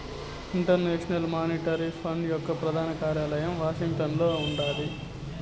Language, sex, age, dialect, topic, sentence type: Telugu, male, 25-30, Southern, banking, statement